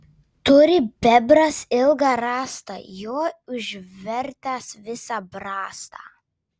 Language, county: Lithuanian, Vilnius